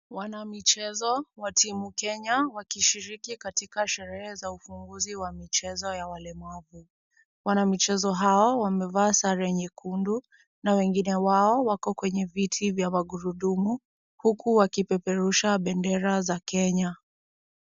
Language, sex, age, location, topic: Swahili, female, 18-24, Kisumu, education